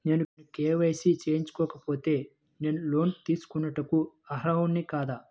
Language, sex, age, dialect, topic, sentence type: Telugu, male, 18-24, Central/Coastal, banking, question